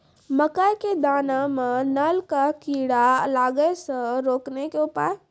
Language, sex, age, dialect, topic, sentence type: Maithili, female, 18-24, Angika, agriculture, question